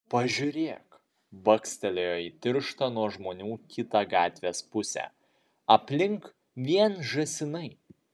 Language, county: Lithuanian, Vilnius